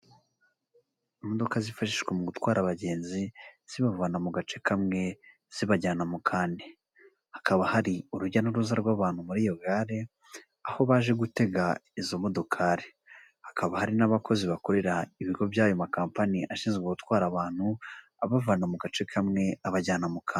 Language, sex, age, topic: Kinyarwanda, female, 25-35, government